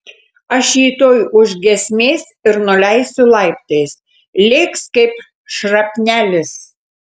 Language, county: Lithuanian, Tauragė